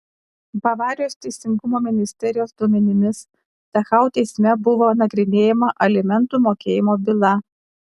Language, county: Lithuanian, Kaunas